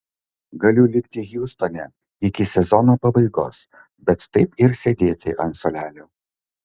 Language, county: Lithuanian, Kaunas